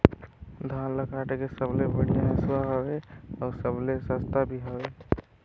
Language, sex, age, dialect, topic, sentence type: Chhattisgarhi, male, 18-24, Northern/Bhandar, agriculture, question